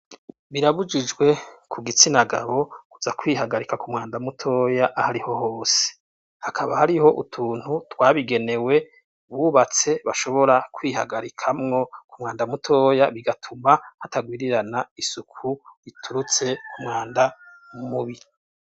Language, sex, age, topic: Rundi, male, 36-49, education